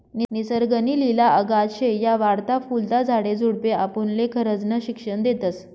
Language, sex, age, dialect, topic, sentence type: Marathi, female, 25-30, Northern Konkan, agriculture, statement